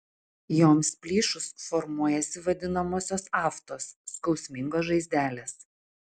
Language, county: Lithuanian, Utena